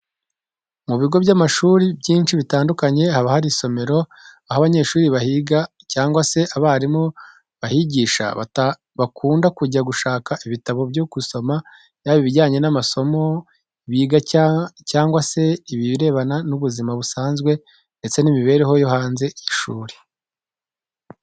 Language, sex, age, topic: Kinyarwanda, male, 25-35, education